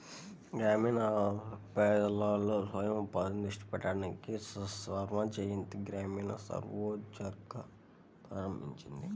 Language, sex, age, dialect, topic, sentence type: Telugu, male, 18-24, Central/Coastal, banking, statement